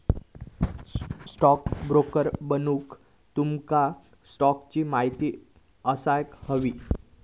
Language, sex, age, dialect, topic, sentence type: Marathi, male, 18-24, Southern Konkan, banking, statement